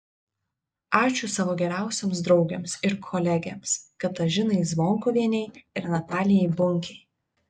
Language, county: Lithuanian, Vilnius